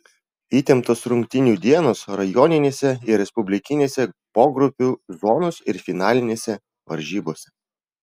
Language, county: Lithuanian, Vilnius